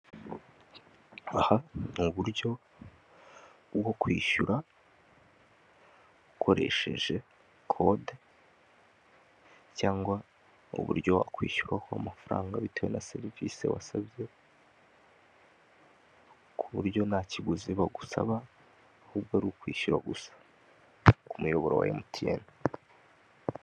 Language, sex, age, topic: Kinyarwanda, male, 18-24, finance